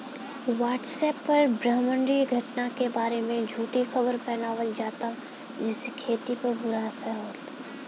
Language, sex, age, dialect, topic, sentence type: Bhojpuri, female, 18-24, Southern / Standard, agriculture, question